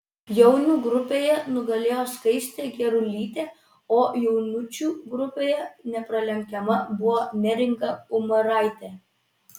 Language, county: Lithuanian, Vilnius